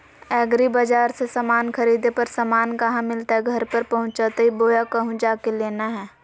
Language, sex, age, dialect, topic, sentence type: Magahi, female, 18-24, Southern, agriculture, question